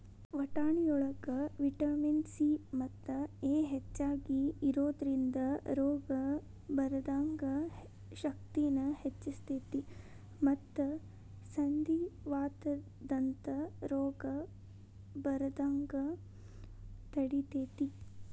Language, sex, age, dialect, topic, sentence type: Kannada, female, 18-24, Dharwad Kannada, agriculture, statement